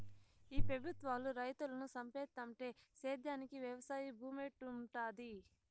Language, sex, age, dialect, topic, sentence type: Telugu, female, 60-100, Southern, agriculture, statement